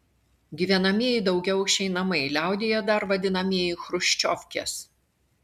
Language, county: Lithuanian, Klaipėda